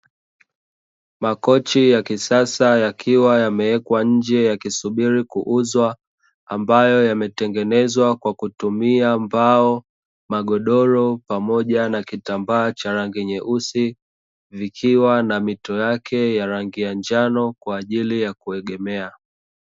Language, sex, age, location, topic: Swahili, male, 25-35, Dar es Salaam, finance